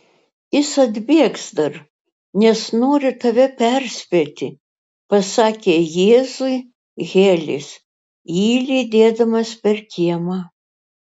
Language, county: Lithuanian, Utena